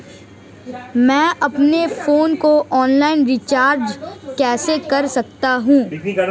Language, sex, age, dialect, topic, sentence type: Hindi, male, 18-24, Marwari Dhudhari, banking, question